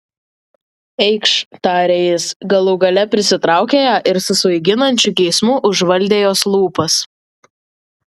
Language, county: Lithuanian, Vilnius